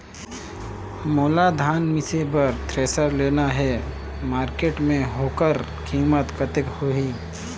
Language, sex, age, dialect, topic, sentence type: Chhattisgarhi, male, 18-24, Northern/Bhandar, agriculture, question